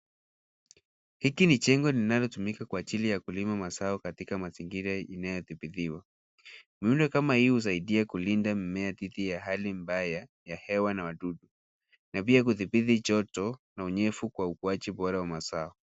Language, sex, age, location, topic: Swahili, male, 50+, Nairobi, agriculture